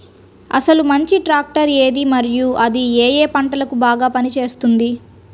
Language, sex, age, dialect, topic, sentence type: Telugu, female, 31-35, Central/Coastal, agriculture, question